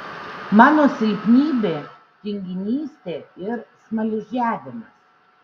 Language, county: Lithuanian, Šiauliai